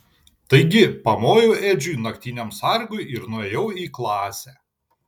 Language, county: Lithuanian, Panevėžys